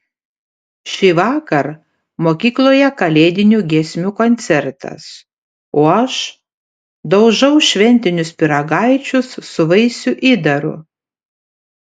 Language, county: Lithuanian, Panevėžys